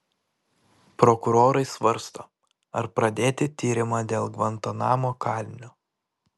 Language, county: Lithuanian, Panevėžys